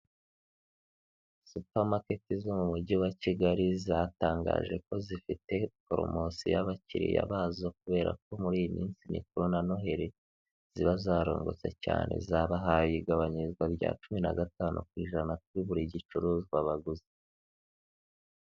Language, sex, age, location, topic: Kinyarwanda, male, 18-24, Huye, finance